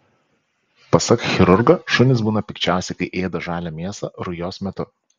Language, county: Lithuanian, Panevėžys